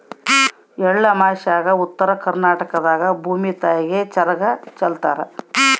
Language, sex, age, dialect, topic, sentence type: Kannada, female, 18-24, Central, agriculture, statement